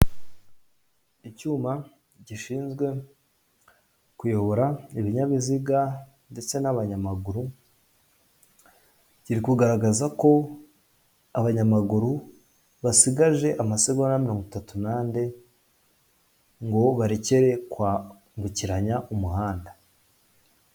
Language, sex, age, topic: Kinyarwanda, male, 18-24, government